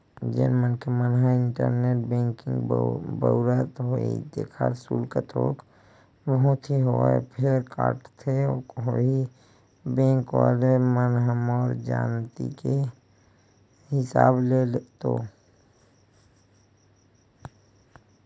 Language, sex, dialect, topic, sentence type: Chhattisgarhi, male, Western/Budati/Khatahi, banking, statement